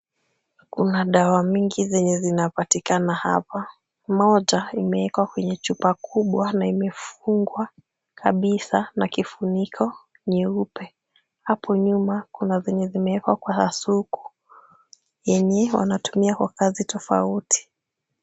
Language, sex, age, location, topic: Swahili, female, 36-49, Kisumu, health